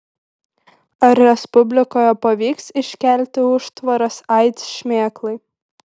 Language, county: Lithuanian, Šiauliai